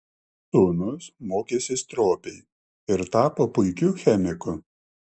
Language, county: Lithuanian, Klaipėda